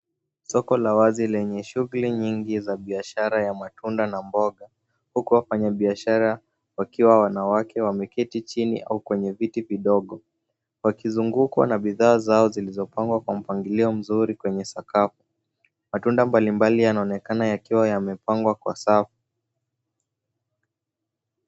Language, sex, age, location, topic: Swahili, male, 18-24, Nairobi, finance